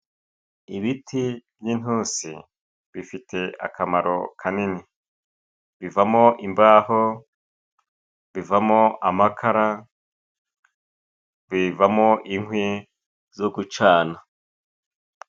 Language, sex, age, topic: Kinyarwanda, male, 36-49, agriculture